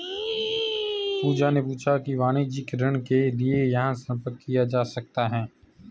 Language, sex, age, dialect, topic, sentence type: Hindi, male, 25-30, Marwari Dhudhari, banking, statement